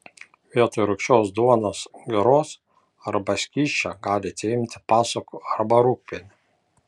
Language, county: Lithuanian, Panevėžys